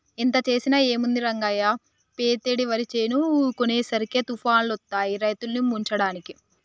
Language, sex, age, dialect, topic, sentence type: Telugu, male, 18-24, Telangana, agriculture, statement